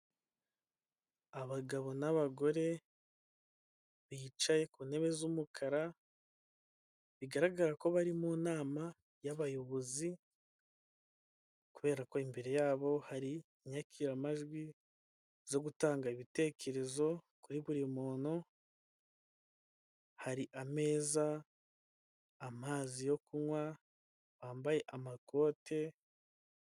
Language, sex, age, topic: Kinyarwanda, male, 18-24, government